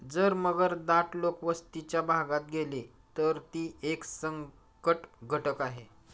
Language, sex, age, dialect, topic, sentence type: Marathi, male, 60-100, Standard Marathi, agriculture, statement